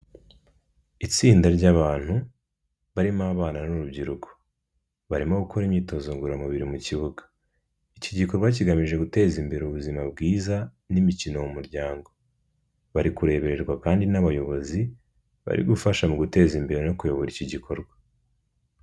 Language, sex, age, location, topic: Kinyarwanda, male, 18-24, Kigali, health